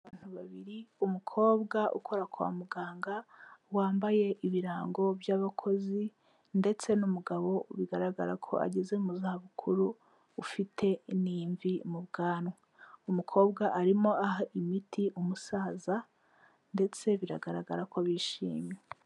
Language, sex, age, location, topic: Kinyarwanda, female, 18-24, Kigali, health